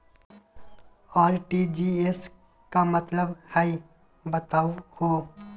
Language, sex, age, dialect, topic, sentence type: Magahi, male, 18-24, Southern, banking, question